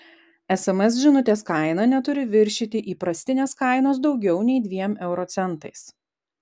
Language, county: Lithuanian, Vilnius